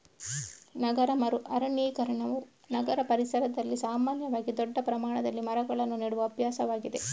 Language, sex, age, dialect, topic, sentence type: Kannada, female, 31-35, Coastal/Dakshin, agriculture, statement